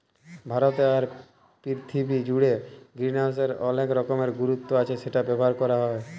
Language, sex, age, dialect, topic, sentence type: Bengali, male, 31-35, Jharkhandi, agriculture, statement